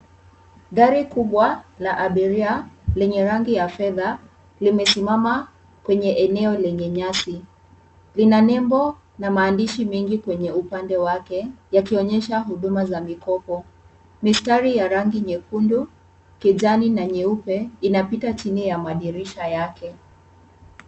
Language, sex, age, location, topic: Swahili, male, 18-24, Kisumu, finance